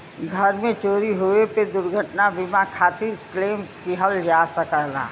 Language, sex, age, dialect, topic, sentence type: Bhojpuri, female, 25-30, Western, banking, statement